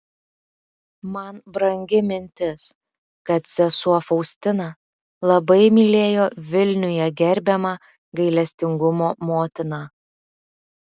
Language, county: Lithuanian, Alytus